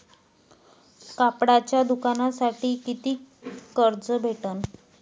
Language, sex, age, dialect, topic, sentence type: Marathi, female, 25-30, Varhadi, banking, question